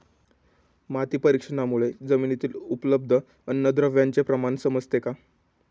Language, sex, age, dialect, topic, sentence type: Marathi, male, 18-24, Standard Marathi, agriculture, question